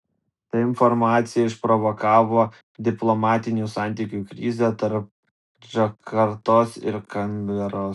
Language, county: Lithuanian, Vilnius